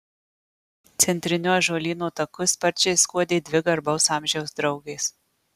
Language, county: Lithuanian, Marijampolė